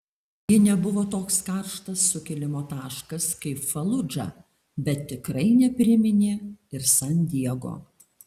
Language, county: Lithuanian, Alytus